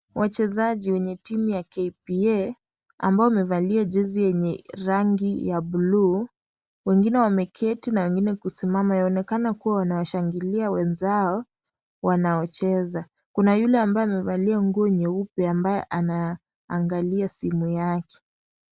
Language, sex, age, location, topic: Swahili, female, 18-24, Kisii, government